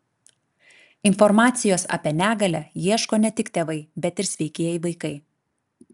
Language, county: Lithuanian, Klaipėda